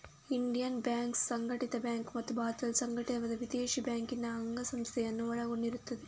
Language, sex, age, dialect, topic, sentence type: Kannada, female, 31-35, Coastal/Dakshin, banking, statement